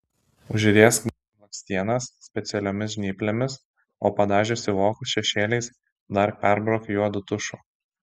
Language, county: Lithuanian, Šiauliai